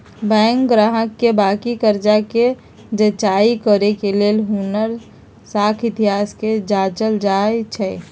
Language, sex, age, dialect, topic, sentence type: Magahi, female, 51-55, Western, banking, statement